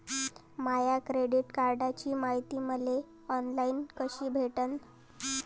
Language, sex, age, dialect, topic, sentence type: Marathi, female, 18-24, Varhadi, banking, question